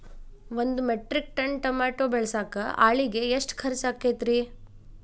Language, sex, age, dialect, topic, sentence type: Kannada, female, 25-30, Dharwad Kannada, agriculture, question